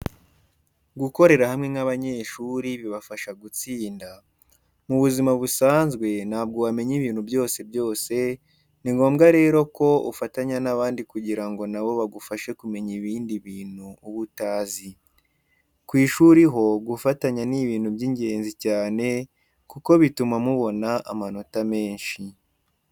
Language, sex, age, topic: Kinyarwanda, male, 18-24, education